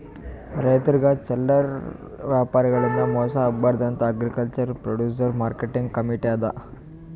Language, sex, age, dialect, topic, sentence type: Kannada, male, 18-24, Northeastern, agriculture, statement